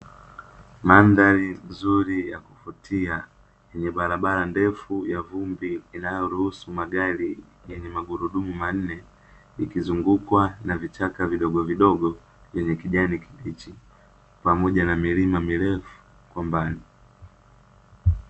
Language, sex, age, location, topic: Swahili, male, 18-24, Dar es Salaam, agriculture